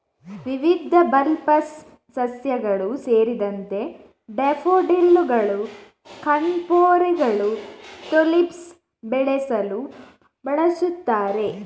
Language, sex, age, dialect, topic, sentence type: Kannada, female, 18-24, Coastal/Dakshin, agriculture, statement